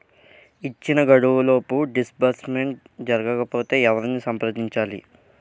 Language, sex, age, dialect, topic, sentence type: Telugu, male, 18-24, Utterandhra, banking, question